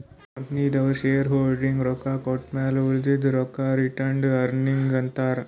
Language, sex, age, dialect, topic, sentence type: Kannada, male, 18-24, Northeastern, banking, statement